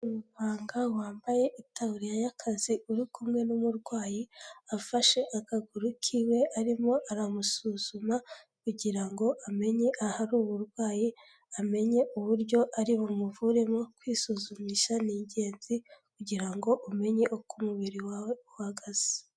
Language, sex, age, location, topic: Kinyarwanda, female, 18-24, Kigali, health